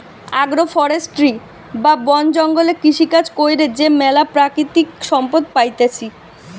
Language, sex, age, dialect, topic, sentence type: Bengali, female, 25-30, Western, agriculture, statement